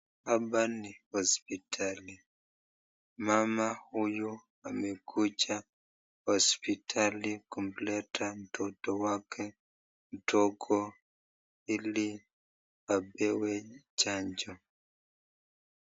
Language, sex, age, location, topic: Swahili, male, 36-49, Nakuru, health